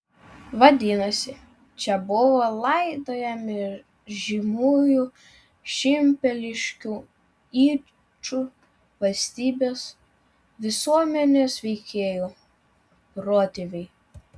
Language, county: Lithuanian, Vilnius